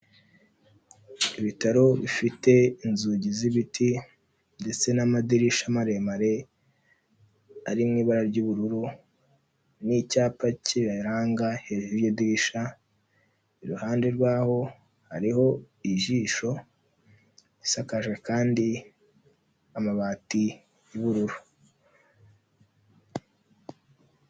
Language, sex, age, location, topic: Kinyarwanda, male, 18-24, Huye, health